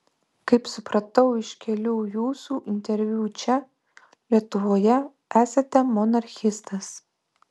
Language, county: Lithuanian, Vilnius